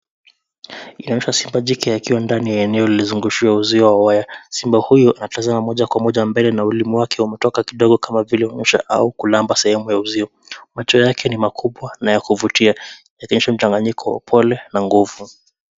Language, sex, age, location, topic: Swahili, male, 25-35, Nairobi, government